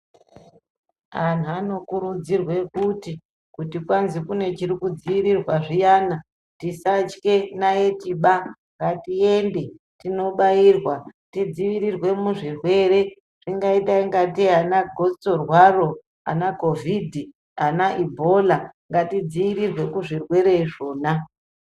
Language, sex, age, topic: Ndau, male, 18-24, health